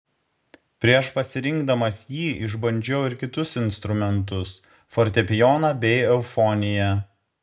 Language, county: Lithuanian, Šiauliai